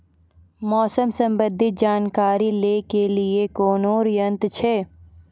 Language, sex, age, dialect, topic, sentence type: Maithili, female, 41-45, Angika, agriculture, question